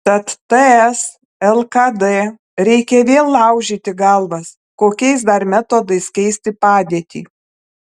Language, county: Lithuanian, Alytus